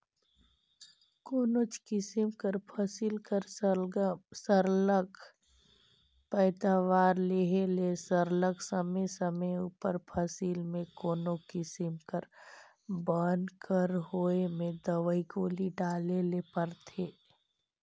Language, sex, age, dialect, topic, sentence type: Chhattisgarhi, female, 25-30, Northern/Bhandar, agriculture, statement